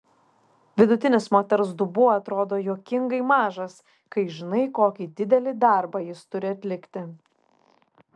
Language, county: Lithuanian, Šiauliai